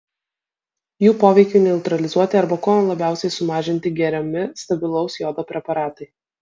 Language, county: Lithuanian, Vilnius